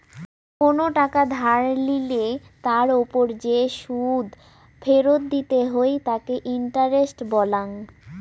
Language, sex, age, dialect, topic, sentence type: Bengali, female, 18-24, Rajbangshi, banking, statement